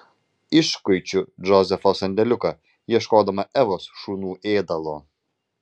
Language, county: Lithuanian, Vilnius